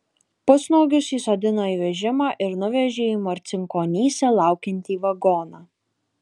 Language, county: Lithuanian, Alytus